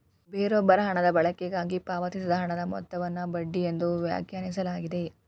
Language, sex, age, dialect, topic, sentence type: Kannada, female, 18-24, Dharwad Kannada, banking, statement